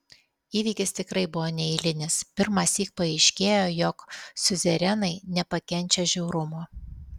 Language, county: Lithuanian, Alytus